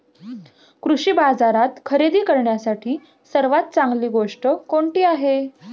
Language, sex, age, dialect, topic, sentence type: Marathi, female, 25-30, Standard Marathi, agriculture, question